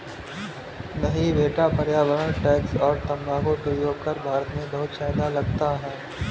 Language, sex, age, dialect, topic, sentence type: Hindi, male, 25-30, Marwari Dhudhari, banking, statement